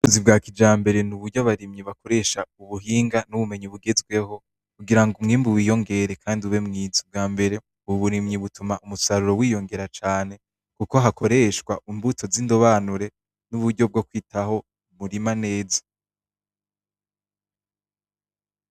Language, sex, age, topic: Rundi, male, 18-24, agriculture